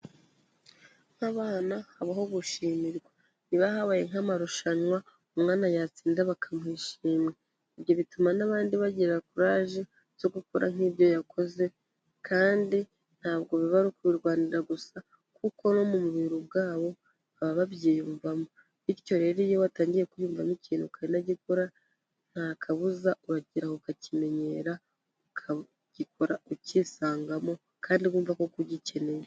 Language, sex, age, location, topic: Kinyarwanda, female, 25-35, Kigali, health